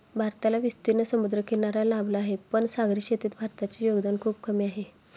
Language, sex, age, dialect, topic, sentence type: Marathi, female, 25-30, Standard Marathi, agriculture, statement